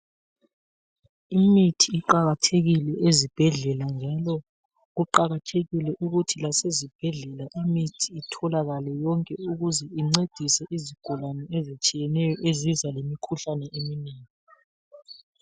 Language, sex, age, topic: North Ndebele, male, 36-49, health